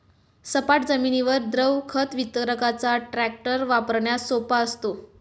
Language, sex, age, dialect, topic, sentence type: Marathi, female, 18-24, Standard Marathi, agriculture, statement